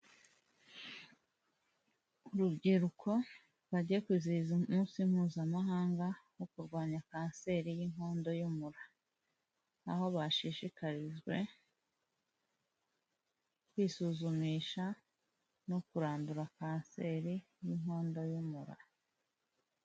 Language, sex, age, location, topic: Kinyarwanda, female, 25-35, Huye, health